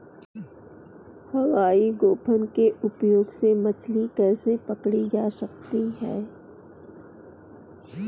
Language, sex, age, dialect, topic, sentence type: Hindi, female, 25-30, Kanauji Braj Bhasha, agriculture, statement